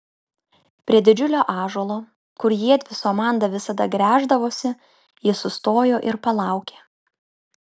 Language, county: Lithuanian, Kaunas